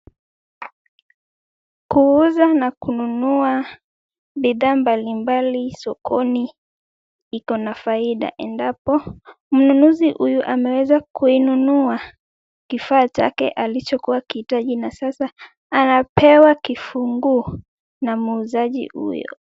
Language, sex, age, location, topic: Swahili, female, 18-24, Kisumu, finance